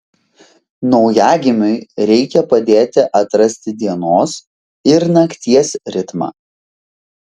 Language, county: Lithuanian, Vilnius